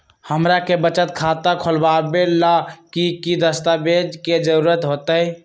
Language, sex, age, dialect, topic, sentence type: Magahi, male, 18-24, Western, banking, question